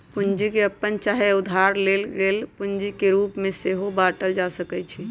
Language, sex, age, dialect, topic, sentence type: Magahi, female, 25-30, Western, banking, statement